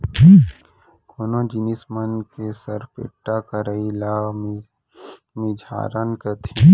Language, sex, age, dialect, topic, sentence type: Chhattisgarhi, male, 18-24, Central, agriculture, statement